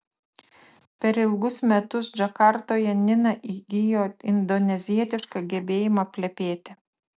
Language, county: Lithuanian, Tauragė